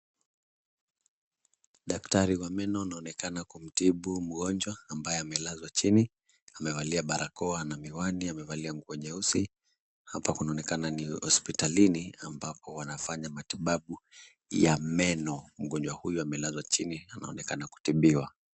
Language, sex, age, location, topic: Swahili, male, 25-35, Kisumu, health